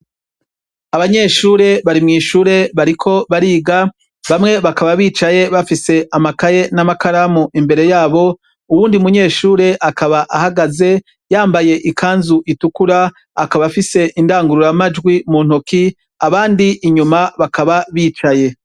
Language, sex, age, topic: Rundi, male, 36-49, education